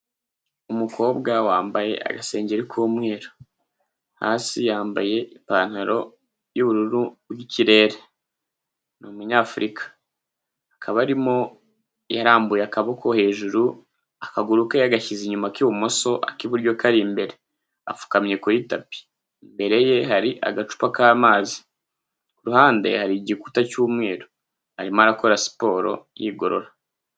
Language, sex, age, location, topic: Kinyarwanda, male, 18-24, Huye, health